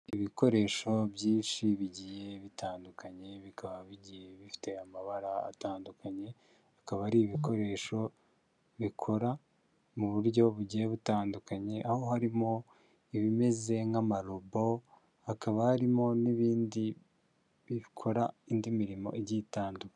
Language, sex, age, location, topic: Kinyarwanda, male, 18-24, Huye, health